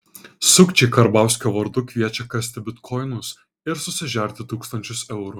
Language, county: Lithuanian, Kaunas